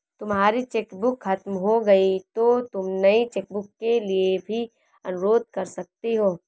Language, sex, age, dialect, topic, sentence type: Hindi, female, 18-24, Awadhi Bundeli, banking, statement